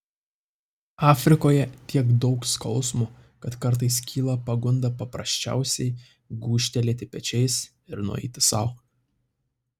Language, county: Lithuanian, Tauragė